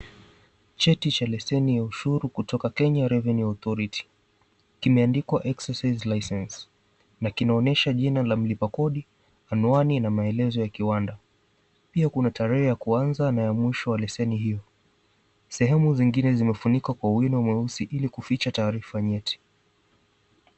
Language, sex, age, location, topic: Swahili, male, 18-24, Mombasa, finance